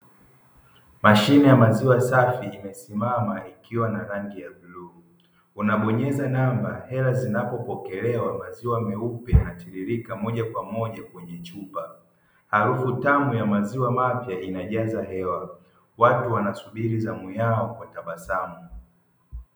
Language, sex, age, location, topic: Swahili, male, 50+, Dar es Salaam, finance